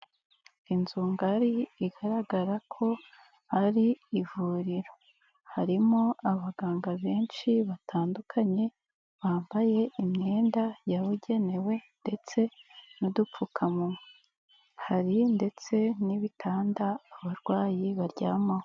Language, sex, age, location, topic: Kinyarwanda, female, 18-24, Nyagatare, health